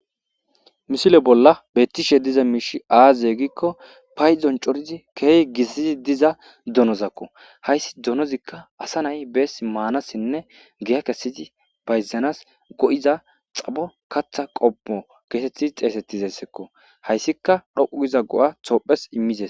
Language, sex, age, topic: Gamo, male, 25-35, agriculture